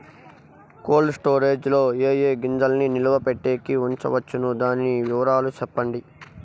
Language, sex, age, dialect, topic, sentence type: Telugu, male, 41-45, Southern, agriculture, question